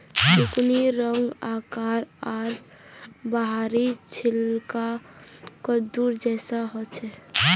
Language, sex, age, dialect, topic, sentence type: Magahi, female, 41-45, Northeastern/Surjapuri, agriculture, statement